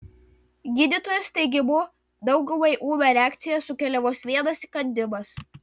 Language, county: Lithuanian, Vilnius